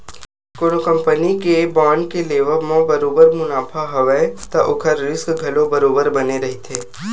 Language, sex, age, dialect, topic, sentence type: Chhattisgarhi, male, 25-30, Western/Budati/Khatahi, banking, statement